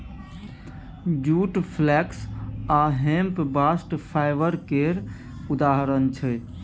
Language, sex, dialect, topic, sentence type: Maithili, male, Bajjika, agriculture, statement